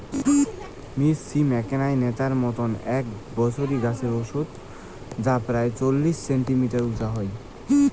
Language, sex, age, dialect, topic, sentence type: Bengali, male, 18-24, Rajbangshi, agriculture, statement